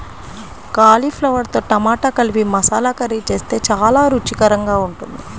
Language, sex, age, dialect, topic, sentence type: Telugu, female, 36-40, Central/Coastal, agriculture, statement